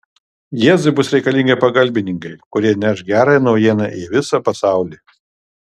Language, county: Lithuanian, Kaunas